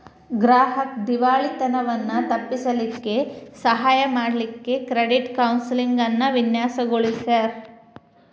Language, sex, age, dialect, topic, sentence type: Kannada, female, 25-30, Dharwad Kannada, banking, statement